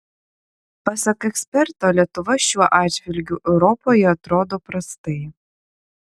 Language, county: Lithuanian, Klaipėda